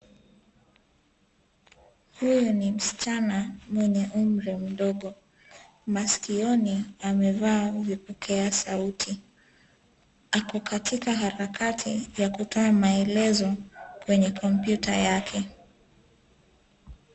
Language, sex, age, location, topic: Swahili, female, 25-35, Nairobi, education